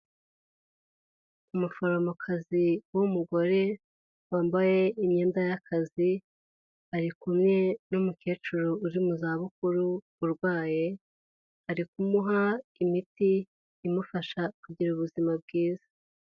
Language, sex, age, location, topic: Kinyarwanda, female, 18-24, Huye, health